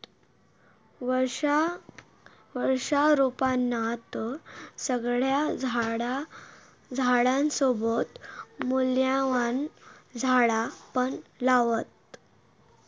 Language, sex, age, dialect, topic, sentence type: Marathi, female, 18-24, Southern Konkan, agriculture, statement